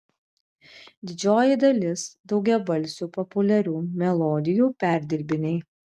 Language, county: Lithuanian, Vilnius